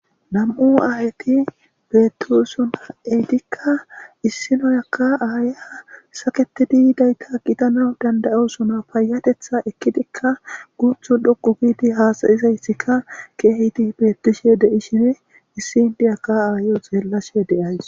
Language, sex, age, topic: Gamo, male, 18-24, government